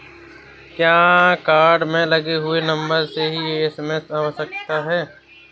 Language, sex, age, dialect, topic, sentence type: Hindi, male, 18-24, Awadhi Bundeli, banking, question